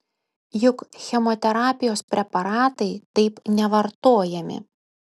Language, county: Lithuanian, Kaunas